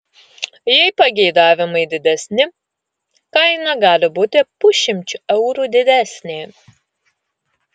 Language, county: Lithuanian, Utena